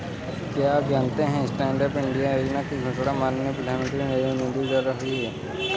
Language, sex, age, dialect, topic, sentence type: Hindi, male, 18-24, Kanauji Braj Bhasha, banking, statement